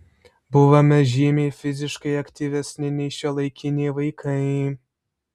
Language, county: Lithuanian, Vilnius